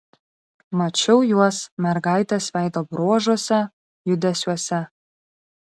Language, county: Lithuanian, Kaunas